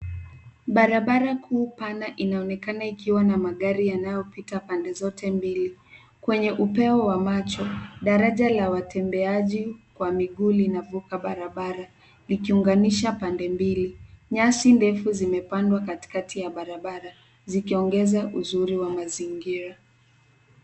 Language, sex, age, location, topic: Swahili, female, 18-24, Nairobi, government